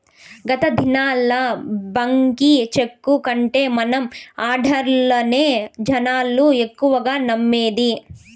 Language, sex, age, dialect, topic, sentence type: Telugu, female, 46-50, Southern, banking, statement